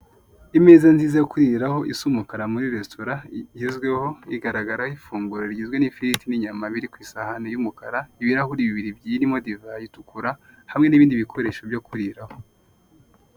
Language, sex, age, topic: Kinyarwanda, male, 25-35, finance